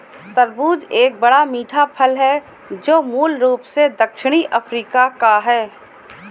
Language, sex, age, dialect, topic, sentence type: Hindi, female, 18-24, Kanauji Braj Bhasha, agriculture, statement